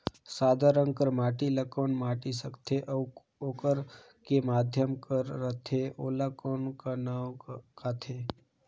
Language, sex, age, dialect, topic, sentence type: Chhattisgarhi, male, 18-24, Northern/Bhandar, agriculture, question